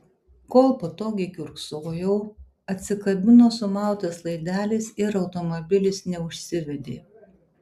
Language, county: Lithuanian, Alytus